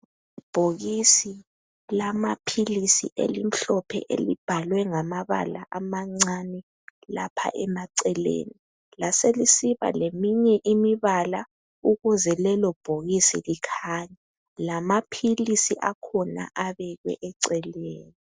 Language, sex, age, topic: North Ndebele, female, 18-24, health